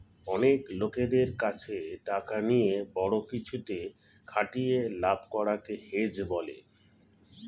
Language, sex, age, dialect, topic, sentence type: Bengali, male, 41-45, Standard Colloquial, banking, statement